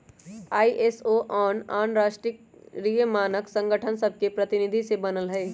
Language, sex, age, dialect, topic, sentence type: Magahi, female, 18-24, Western, banking, statement